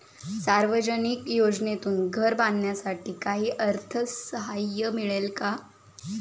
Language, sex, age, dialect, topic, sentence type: Marathi, female, 18-24, Standard Marathi, banking, question